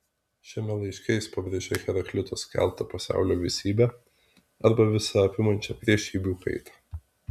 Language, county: Lithuanian, Vilnius